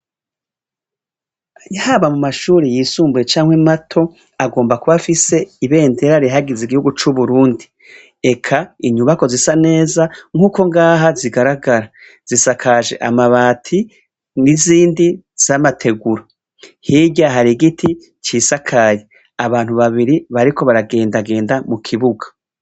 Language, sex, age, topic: Rundi, male, 36-49, education